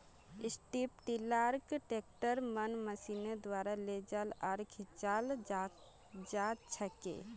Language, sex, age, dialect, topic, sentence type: Magahi, female, 18-24, Northeastern/Surjapuri, agriculture, statement